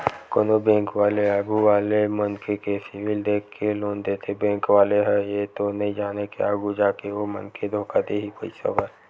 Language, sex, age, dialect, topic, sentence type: Chhattisgarhi, male, 56-60, Western/Budati/Khatahi, banking, statement